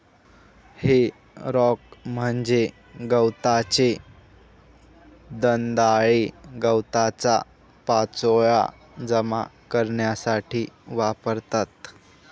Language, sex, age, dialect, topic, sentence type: Marathi, male, 18-24, Northern Konkan, agriculture, statement